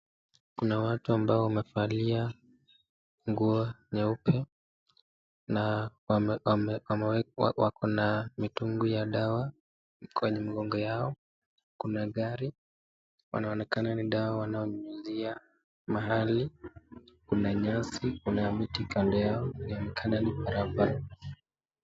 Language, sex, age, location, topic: Swahili, male, 18-24, Nakuru, health